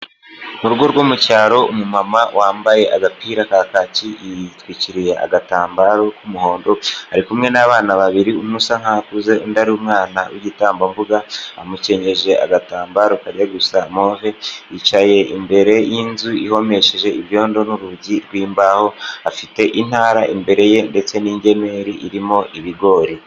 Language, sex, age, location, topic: Kinyarwanda, male, 18-24, Huye, health